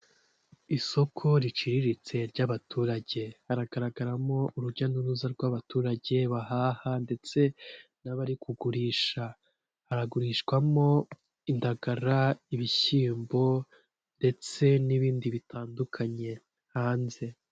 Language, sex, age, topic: Kinyarwanda, male, 18-24, finance